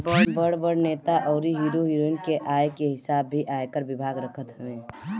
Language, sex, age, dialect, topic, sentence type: Bhojpuri, female, 25-30, Northern, banking, statement